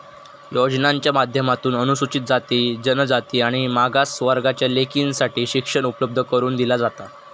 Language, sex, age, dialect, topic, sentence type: Marathi, male, 18-24, Southern Konkan, banking, statement